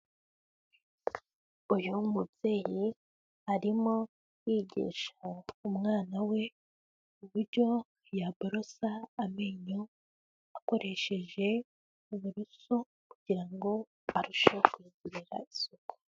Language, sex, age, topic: Kinyarwanda, female, 18-24, health